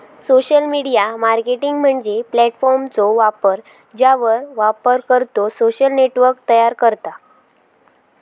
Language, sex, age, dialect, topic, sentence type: Marathi, female, 18-24, Southern Konkan, banking, statement